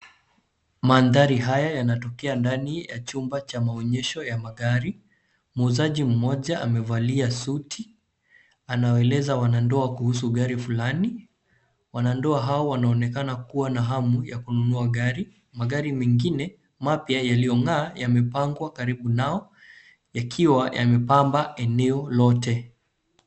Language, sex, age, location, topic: Swahili, male, 25-35, Nairobi, finance